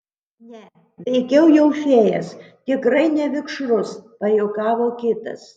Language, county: Lithuanian, Panevėžys